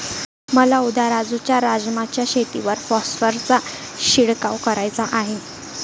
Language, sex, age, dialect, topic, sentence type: Marathi, female, 18-24, Northern Konkan, agriculture, statement